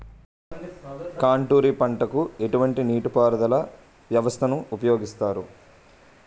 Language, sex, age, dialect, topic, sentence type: Telugu, male, 18-24, Utterandhra, agriculture, question